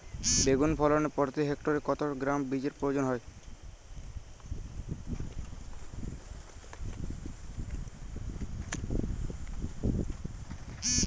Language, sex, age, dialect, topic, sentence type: Bengali, male, 18-24, Jharkhandi, agriculture, question